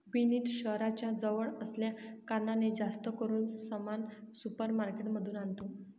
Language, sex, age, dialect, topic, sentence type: Marathi, female, 18-24, Northern Konkan, agriculture, statement